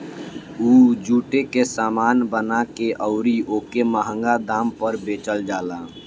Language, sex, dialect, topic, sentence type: Bhojpuri, male, Southern / Standard, agriculture, statement